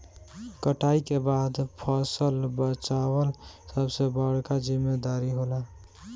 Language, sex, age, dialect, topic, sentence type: Bhojpuri, male, 18-24, Northern, agriculture, statement